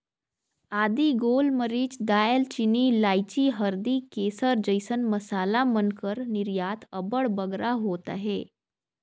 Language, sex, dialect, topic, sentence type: Chhattisgarhi, female, Northern/Bhandar, agriculture, statement